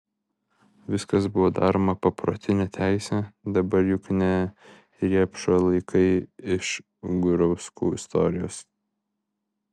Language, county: Lithuanian, Vilnius